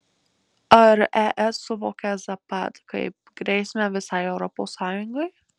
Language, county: Lithuanian, Marijampolė